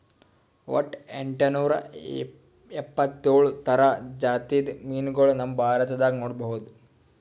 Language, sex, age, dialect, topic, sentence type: Kannada, male, 18-24, Northeastern, agriculture, statement